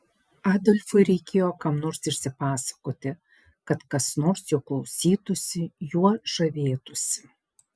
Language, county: Lithuanian, Panevėžys